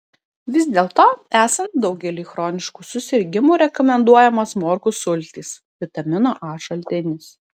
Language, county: Lithuanian, Klaipėda